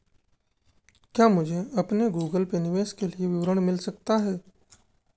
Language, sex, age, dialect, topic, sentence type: Hindi, male, 18-24, Marwari Dhudhari, banking, question